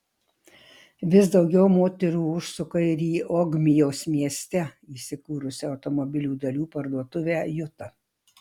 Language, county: Lithuanian, Marijampolė